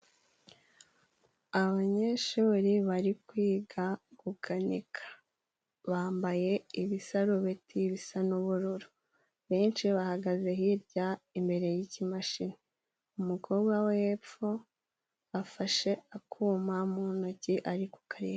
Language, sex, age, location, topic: Kinyarwanda, female, 18-24, Musanze, education